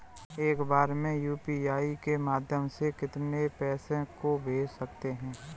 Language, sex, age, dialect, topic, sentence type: Hindi, male, 25-30, Kanauji Braj Bhasha, banking, question